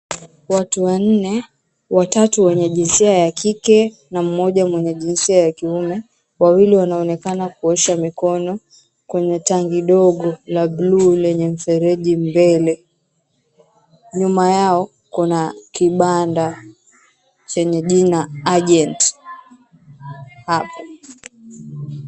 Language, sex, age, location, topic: Swahili, female, 25-35, Mombasa, health